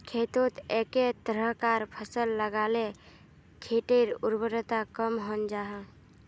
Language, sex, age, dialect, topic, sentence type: Magahi, female, 31-35, Northeastern/Surjapuri, agriculture, statement